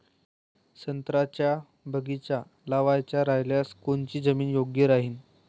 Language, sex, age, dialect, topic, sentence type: Marathi, male, 18-24, Varhadi, agriculture, question